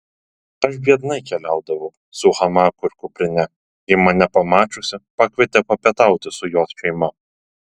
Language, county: Lithuanian, Telšiai